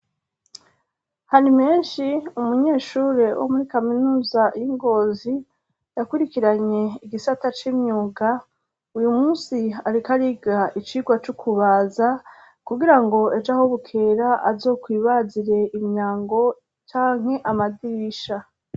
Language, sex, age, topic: Rundi, female, 36-49, education